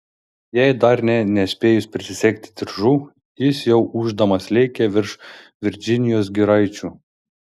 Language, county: Lithuanian, Šiauliai